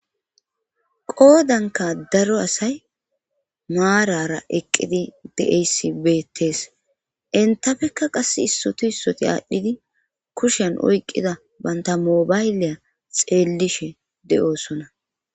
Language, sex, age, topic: Gamo, female, 25-35, government